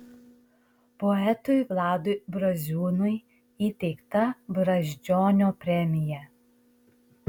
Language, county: Lithuanian, Šiauliai